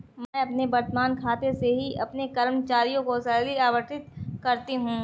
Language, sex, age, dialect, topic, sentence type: Hindi, female, 18-24, Awadhi Bundeli, banking, statement